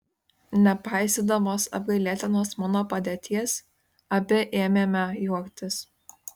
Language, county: Lithuanian, Kaunas